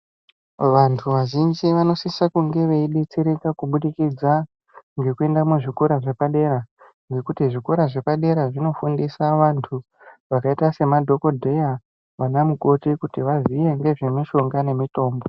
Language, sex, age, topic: Ndau, male, 18-24, health